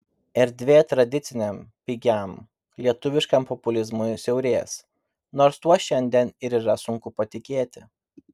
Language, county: Lithuanian, Vilnius